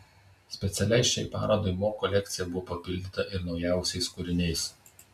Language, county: Lithuanian, Vilnius